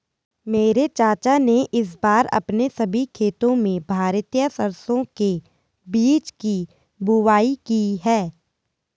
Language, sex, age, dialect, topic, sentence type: Hindi, female, 18-24, Garhwali, agriculture, statement